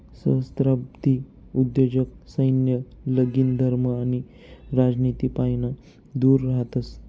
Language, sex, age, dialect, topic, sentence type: Marathi, male, 25-30, Northern Konkan, banking, statement